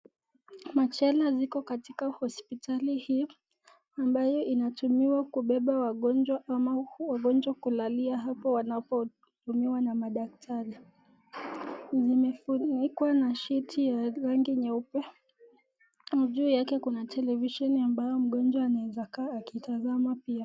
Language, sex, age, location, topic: Swahili, female, 18-24, Nakuru, health